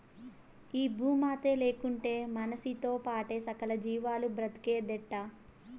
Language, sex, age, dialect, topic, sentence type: Telugu, female, 18-24, Southern, agriculture, statement